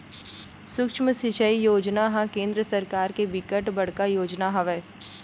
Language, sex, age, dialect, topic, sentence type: Chhattisgarhi, female, 18-24, Western/Budati/Khatahi, agriculture, statement